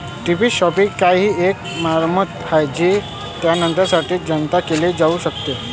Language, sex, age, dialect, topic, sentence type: Marathi, male, 18-24, Varhadi, banking, statement